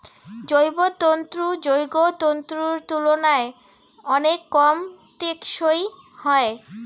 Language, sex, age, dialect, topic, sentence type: Bengali, female, 18-24, Rajbangshi, agriculture, statement